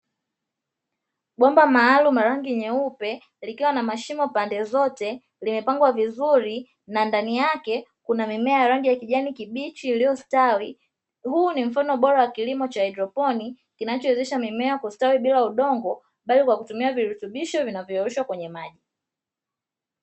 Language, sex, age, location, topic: Swahili, female, 25-35, Dar es Salaam, agriculture